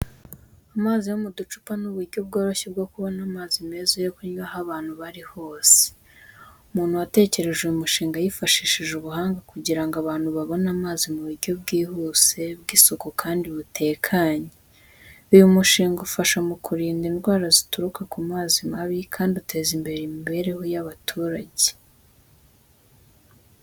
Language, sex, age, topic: Kinyarwanda, female, 18-24, education